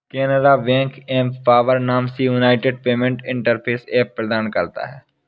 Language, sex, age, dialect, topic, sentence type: Hindi, male, 18-24, Awadhi Bundeli, banking, statement